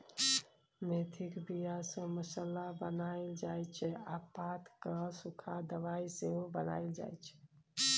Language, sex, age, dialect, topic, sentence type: Maithili, female, 51-55, Bajjika, agriculture, statement